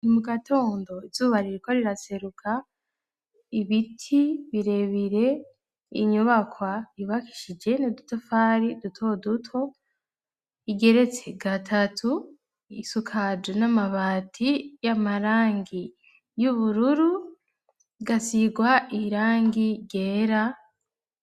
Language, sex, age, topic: Rundi, female, 25-35, education